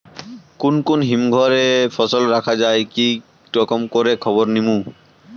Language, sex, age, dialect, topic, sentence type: Bengali, male, 18-24, Rajbangshi, agriculture, question